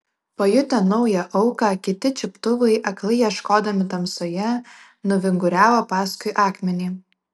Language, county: Lithuanian, Vilnius